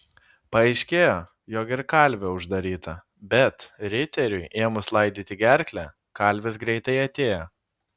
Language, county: Lithuanian, Kaunas